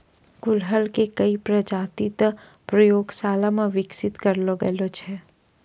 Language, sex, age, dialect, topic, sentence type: Maithili, female, 18-24, Angika, agriculture, statement